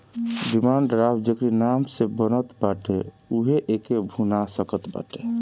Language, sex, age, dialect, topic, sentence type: Bhojpuri, male, 36-40, Northern, banking, statement